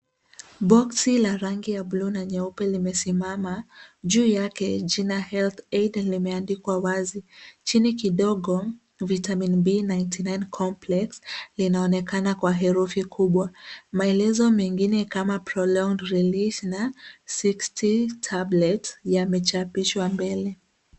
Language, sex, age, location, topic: Swahili, female, 25-35, Nairobi, health